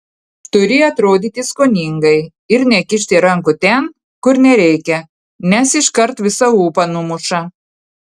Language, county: Lithuanian, Telšiai